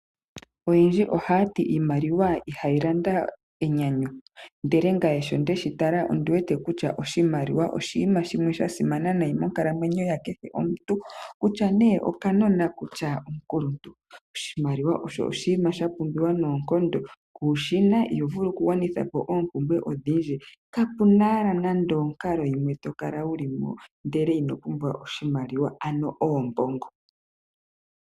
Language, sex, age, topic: Oshiwambo, female, 25-35, finance